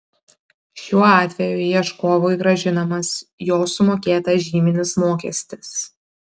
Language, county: Lithuanian, Kaunas